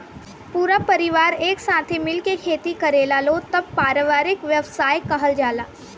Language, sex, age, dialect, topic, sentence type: Bhojpuri, female, <18, Southern / Standard, agriculture, statement